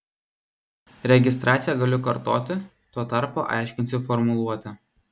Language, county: Lithuanian, Vilnius